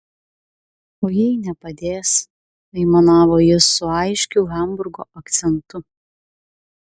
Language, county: Lithuanian, Klaipėda